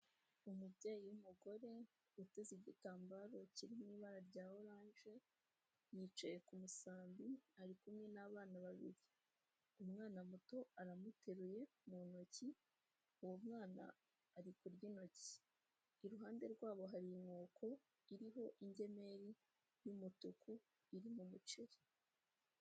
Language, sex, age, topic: Kinyarwanda, female, 18-24, health